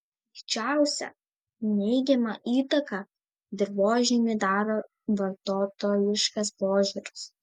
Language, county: Lithuanian, Šiauliai